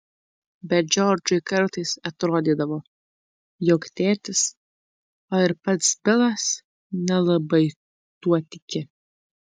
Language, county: Lithuanian, Tauragė